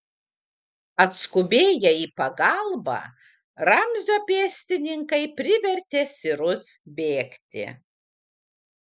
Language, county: Lithuanian, Kaunas